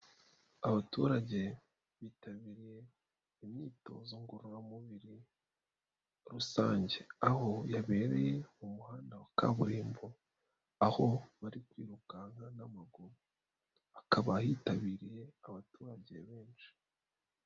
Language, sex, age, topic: Kinyarwanda, male, 25-35, government